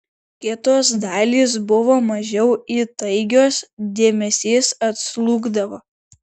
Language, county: Lithuanian, Šiauliai